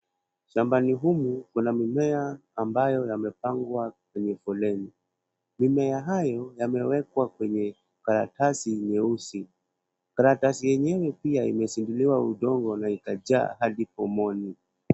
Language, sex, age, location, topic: Swahili, male, 18-24, Kisumu, agriculture